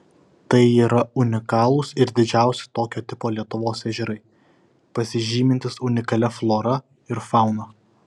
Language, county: Lithuanian, Vilnius